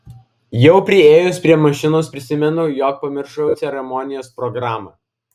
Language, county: Lithuanian, Vilnius